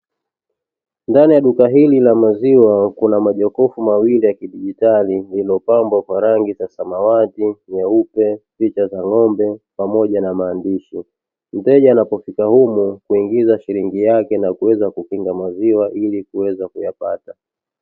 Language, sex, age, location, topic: Swahili, male, 25-35, Dar es Salaam, finance